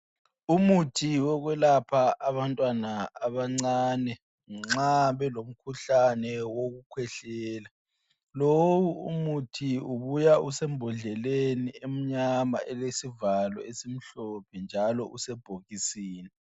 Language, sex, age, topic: North Ndebele, male, 18-24, health